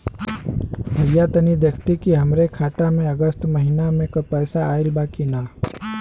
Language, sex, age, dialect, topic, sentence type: Bhojpuri, male, 18-24, Western, banking, question